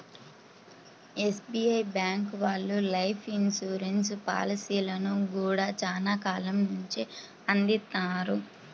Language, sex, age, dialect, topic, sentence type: Telugu, female, 18-24, Central/Coastal, banking, statement